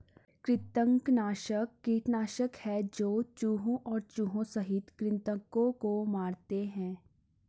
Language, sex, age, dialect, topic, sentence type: Hindi, female, 41-45, Garhwali, agriculture, statement